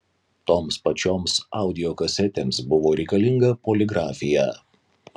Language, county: Lithuanian, Kaunas